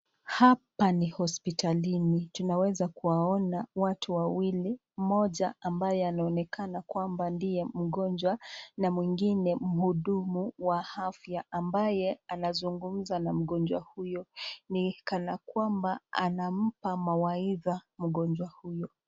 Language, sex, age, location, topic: Swahili, female, 25-35, Nakuru, health